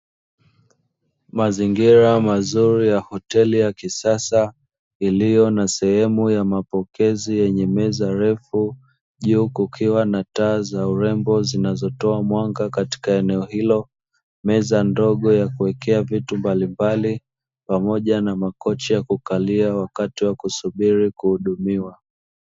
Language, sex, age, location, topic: Swahili, male, 25-35, Dar es Salaam, finance